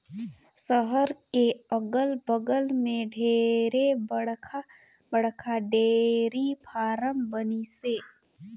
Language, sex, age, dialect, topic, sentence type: Chhattisgarhi, female, 18-24, Northern/Bhandar, agriculture, statement